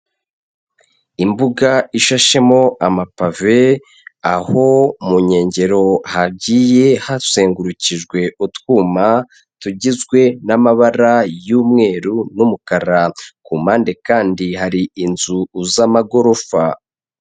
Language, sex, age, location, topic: Kinyarwanda, male, 25-35, Kigali, education